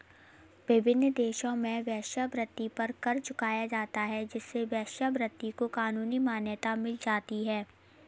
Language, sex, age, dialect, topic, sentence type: Hindi, female, 60-100, Kanauji Braj Bhasha, banking, statement